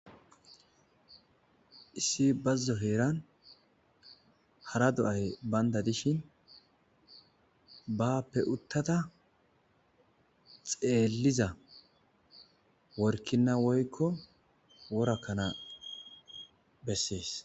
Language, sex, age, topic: Gamo, male, 25-35, agriculture